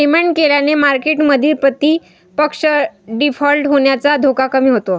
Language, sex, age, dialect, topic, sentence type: Marathi, female, 18-24, Northern Konkan, banking, statement